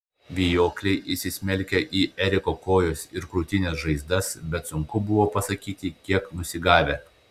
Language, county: Lithuanian, Klaipėda